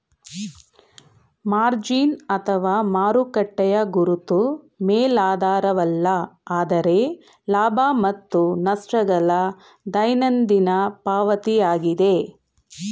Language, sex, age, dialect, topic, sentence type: Kannada, female, 41-45, Mysore Kannada, banking, statement